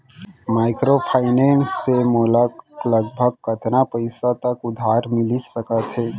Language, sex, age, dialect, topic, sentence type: Chhattisgarhi, male, 18-24, Central, banking, question